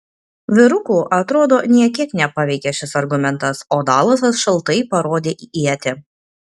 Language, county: Lithuanian, Kaunas